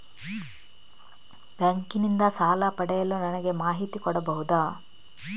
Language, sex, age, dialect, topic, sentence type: Kannada, female, 18-24, Coastal/Dakshin, banking, question